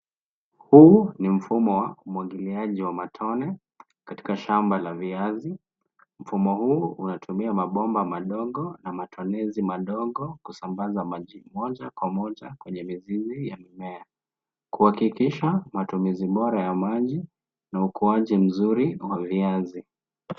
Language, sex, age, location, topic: Swahili, male, 18-24, Nairobi, agriculture